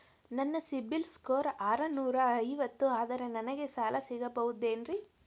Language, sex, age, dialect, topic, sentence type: Kannada, female, 41-45, Dharwad Kannada, banking, question